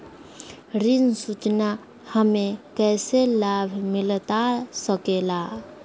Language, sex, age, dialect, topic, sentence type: Magahi, female, 51-55, Southern, banking, question